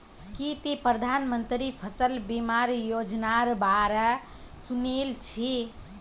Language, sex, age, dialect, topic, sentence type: Magahi, female, 18-24, Northeastern/Surjapuri, agriculture, statement